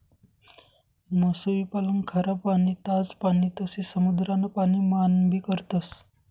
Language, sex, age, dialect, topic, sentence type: Marathi, male, 25-30, Northern Konkan, agriculture, statement